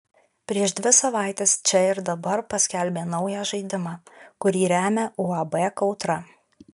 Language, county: Lithuanian, Alytus